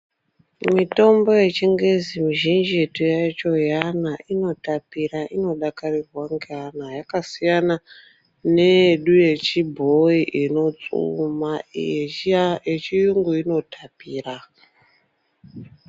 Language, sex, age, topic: Ndau, female, 25-35, health